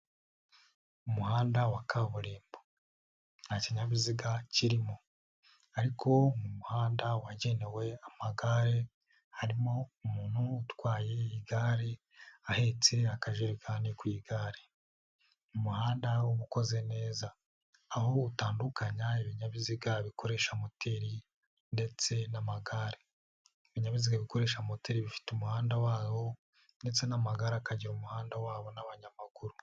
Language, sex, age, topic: Kinyarwanda, male, 18-24, finance